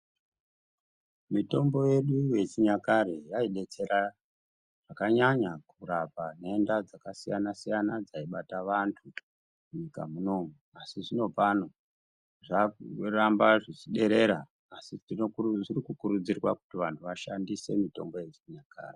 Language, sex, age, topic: Ndau, male, 50+, health